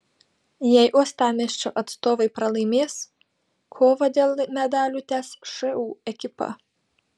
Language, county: Lithuanian, Panevėžys